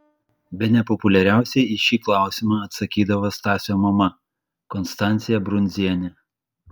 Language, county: Lithuanian, Klaipėda